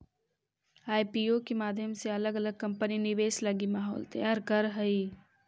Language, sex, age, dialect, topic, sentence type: Magahi, female, 18-24, Central/Standard, banking, statement